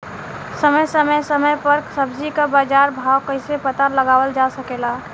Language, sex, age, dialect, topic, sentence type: Bhojpuri, female, 18-24, Western, agriculture, question